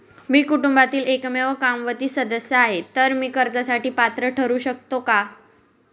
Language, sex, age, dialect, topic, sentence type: Marathi, female, 18-24, Northern Konkan, banking, question